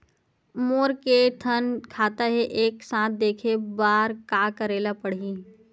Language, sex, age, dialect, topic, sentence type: Chhattisgarhi, female, 25-30, Western/Budati/Khatahi, banking, question